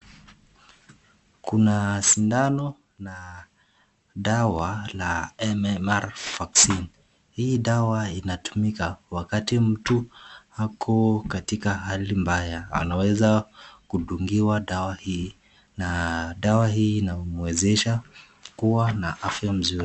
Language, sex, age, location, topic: Swahili, male, 36-49, Nakuru, health